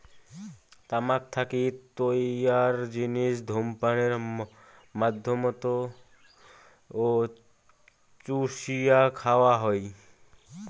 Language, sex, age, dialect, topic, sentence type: Bengali, male, <18, Rajbangshi, agriculture, statement